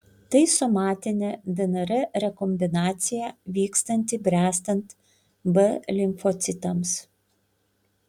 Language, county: Lithuanian, Panevėžys